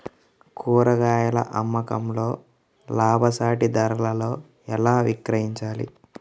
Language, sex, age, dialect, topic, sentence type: Telugu, male, 36-40, Central/Coastal, agriculture, question